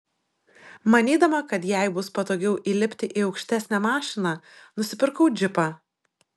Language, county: Lithuanian, Šiauliai